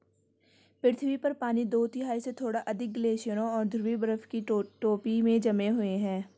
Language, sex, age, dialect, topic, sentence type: Hindi, female, 18-24, Garhwali, agriculture, statement